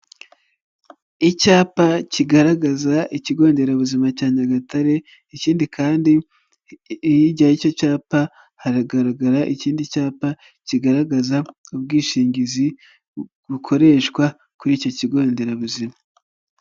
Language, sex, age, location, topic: Kinyarwanda, male, 25-35, Nyagatare, health